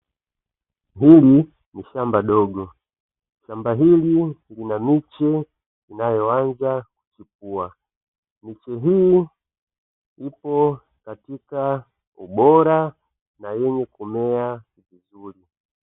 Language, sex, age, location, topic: Swahili, male, 25-35, Dar es Salaam, agriculture